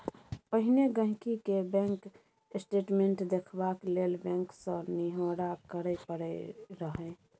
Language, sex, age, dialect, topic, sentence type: Maithili, female, 51-55, Bajjika, banking, statement